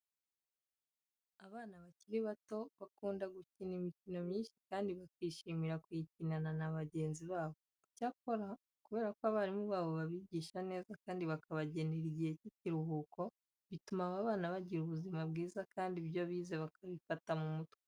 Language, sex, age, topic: Kinyarwanda, female, 25-35, education